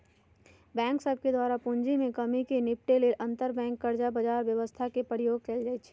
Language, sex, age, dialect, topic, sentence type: Magahi, female, 51-55, Western, banking, statement